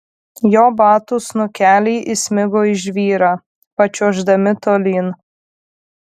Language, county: Lithuanian, Kaunas